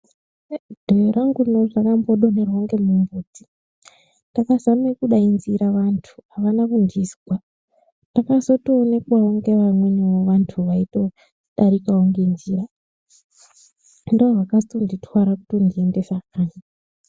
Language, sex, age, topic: Ndau, female, 25-35, health